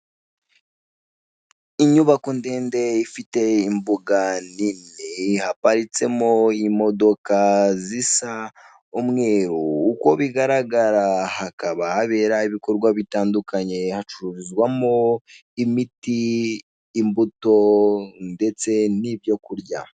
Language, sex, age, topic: Kinyarwanda, male, 18-24, government